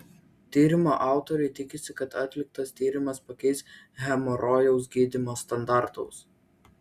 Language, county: Lithuanian, Vilnius